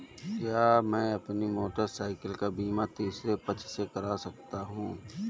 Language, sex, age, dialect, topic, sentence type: Hindi, male, 36-40, Awadhi Bundeli, banking, question